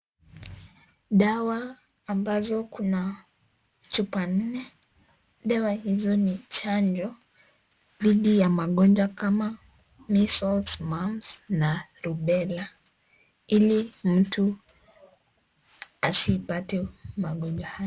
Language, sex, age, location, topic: Swahili, female, 18-24, Kisii, health